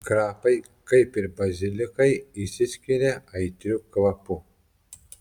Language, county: Lithuanian, Telšiai